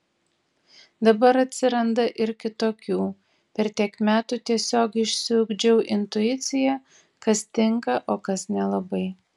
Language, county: Lithuanian, Tauragė